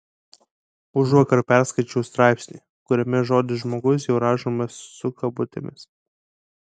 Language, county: Lithuanian, Kaunas